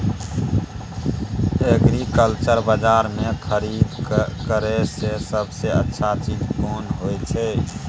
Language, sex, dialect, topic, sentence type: Maithili, male, Bajjika, agriculture, question